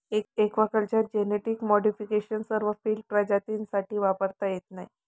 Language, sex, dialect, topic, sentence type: Marathi, female, Varhadi, agriculture, statement